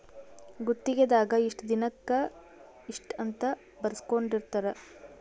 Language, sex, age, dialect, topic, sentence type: Kannada, female, 36-40, Central, banking, statement